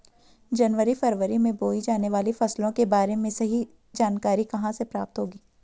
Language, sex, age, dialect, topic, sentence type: Hindi, female, 18-24, Garhwali, agriculture, question